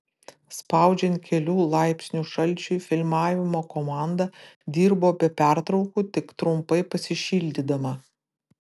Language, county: Lithuanian, Utena